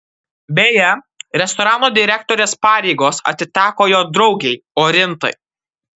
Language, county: Lithuanian, Kaunas